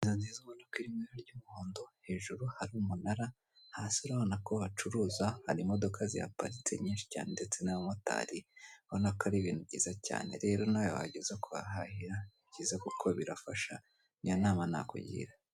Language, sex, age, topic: Kinyarwanda, female, 18-24, government